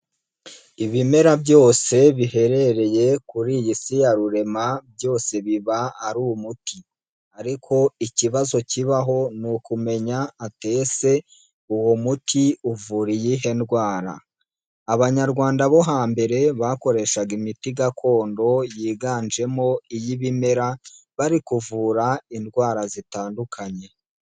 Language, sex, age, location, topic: Kinyarwanda, male, 18-24, Nyagatare, health